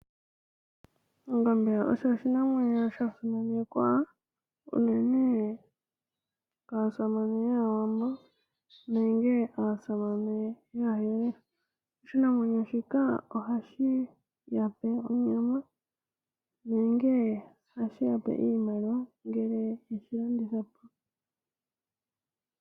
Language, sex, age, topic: Oshiwambo, female, 18-24, agriculture